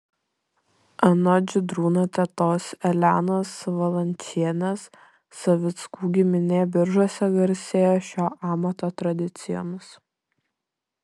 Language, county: Lithuanian, Šiauliai